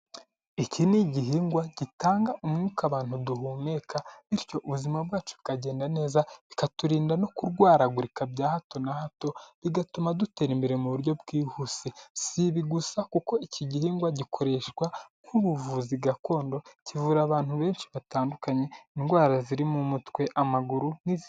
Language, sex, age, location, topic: Kinyarwanda, male, 18-24, Huye, health